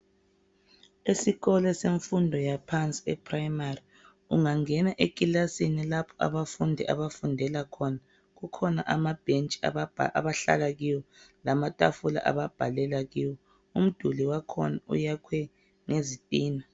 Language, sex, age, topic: North Ndebele, male, 36-49, education